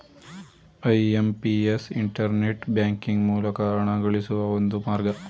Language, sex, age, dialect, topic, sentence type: Kannada, male, 18-24, Mysore Kannada, banking, statement